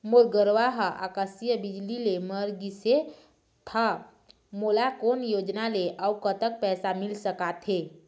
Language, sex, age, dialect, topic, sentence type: Chhattisgarhi, female, 25-30, Eastern, banking, question